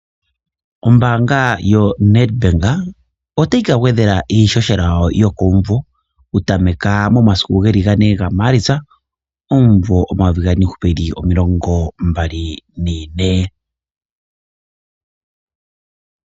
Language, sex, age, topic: Oshiwambo, male, 25-35, finance